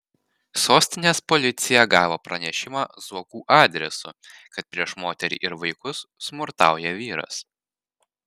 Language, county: Lithuanian, Panevėžys